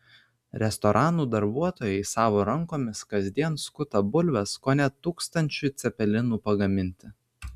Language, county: Lithuanian, Vilnius